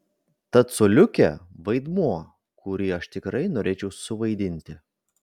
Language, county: Lithuanian, Vilnius